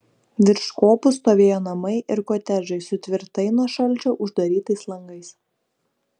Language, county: Lithuanian, Kaunas